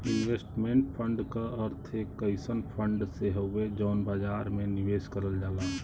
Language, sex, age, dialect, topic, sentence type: Bhojpuri, male, 36-40, Western, banking, statement